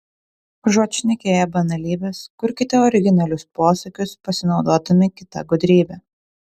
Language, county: Lithuanian, Utena